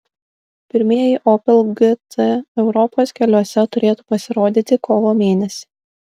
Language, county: Lithuanian, Kaunas